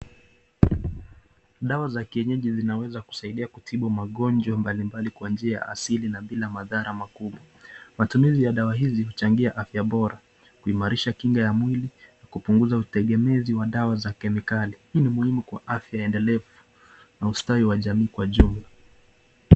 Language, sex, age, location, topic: Swahili, male, 25-35, Nakuru, health